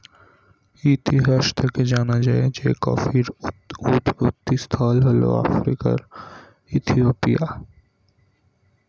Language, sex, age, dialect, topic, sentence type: Bengali, male, 18-24, Standard Colloquial, agriculture, statement